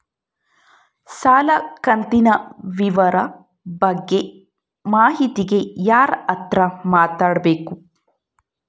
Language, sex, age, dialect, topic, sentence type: Kannada, female, 25-30, Central, banking, question